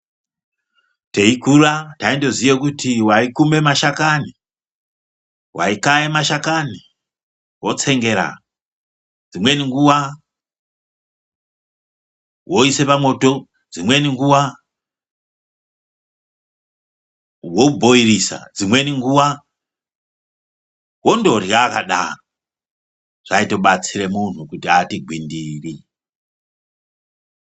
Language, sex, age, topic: Ndau, male, 50+, health